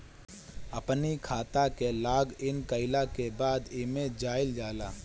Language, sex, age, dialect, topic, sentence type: Bhojpuri, male, 25-30, Northern, banking, statement